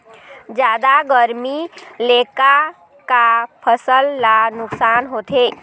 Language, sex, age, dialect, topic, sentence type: Chhattisgarhi, female, 51-55, Eastern, agriculture, question